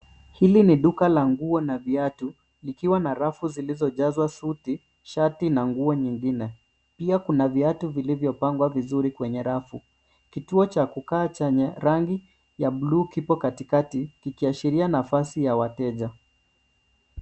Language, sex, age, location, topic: Swahili, male, 25-35, Nairobi, finance